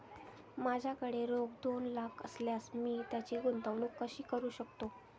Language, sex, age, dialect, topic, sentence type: Marathi, female, 18-24, Standard Marathi, banking, question